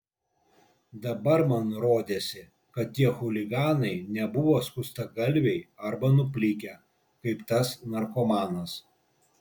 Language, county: Lithuanian, Vilnius